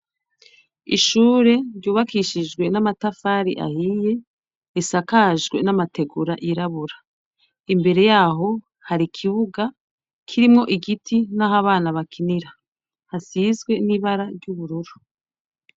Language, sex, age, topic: Rundi, female, 36-49, education